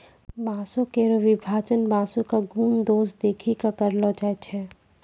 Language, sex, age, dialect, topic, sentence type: Maithili, female, 25-30, Angika, agriculture, statement